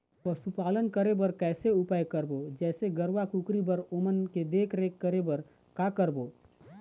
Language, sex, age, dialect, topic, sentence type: Chhattisgarhi, male, 31-35, Eastern, agriculture, question